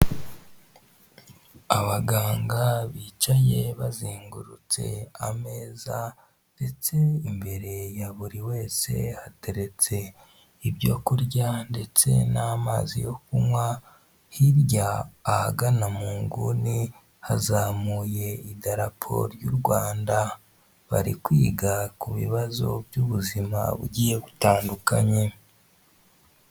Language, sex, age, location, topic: Kinyarwanda, female, 18-24, Huye, health